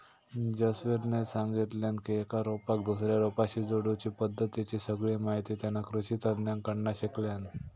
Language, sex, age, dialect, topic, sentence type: Marathi, male, 18-24, Southern Konkan, agriculture, statement